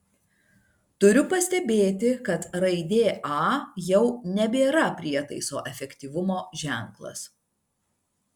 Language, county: Lithuanian, Klaipėda